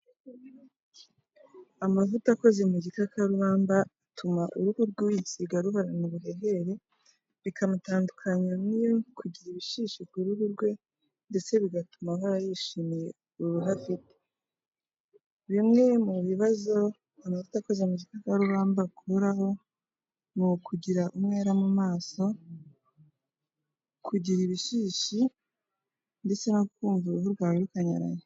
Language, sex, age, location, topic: Kinyarwanda, female, 18-24, Kigali, health